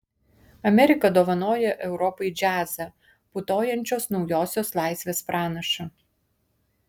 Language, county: Lithuanian, Vilnius